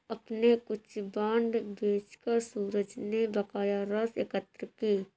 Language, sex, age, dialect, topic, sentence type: Hindi, female, 36-40, Awadhi Bundeli, banking, statement